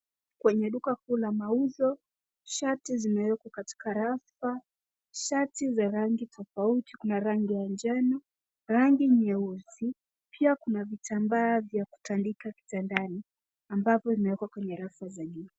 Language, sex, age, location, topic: Swahili, female, 18-24, Nairobi, finance